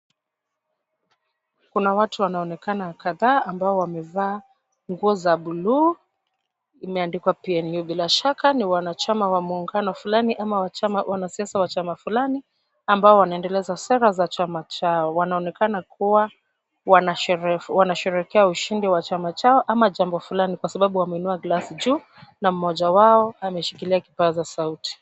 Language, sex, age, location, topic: Swahili, female, 36-49, Kisumu, government